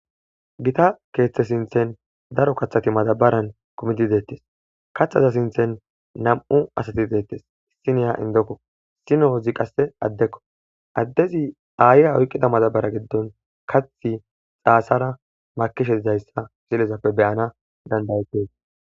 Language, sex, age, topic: Gamo, male, 18-24, agriculture